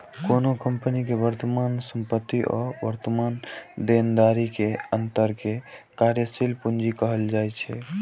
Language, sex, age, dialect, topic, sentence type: Maithili, male, 18-24, Eastern / Thethi, banking, statement